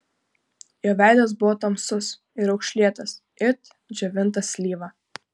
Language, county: Lithuanian, Klaipėda